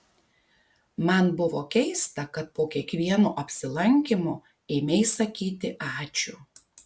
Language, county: Lithuanian, Kaunas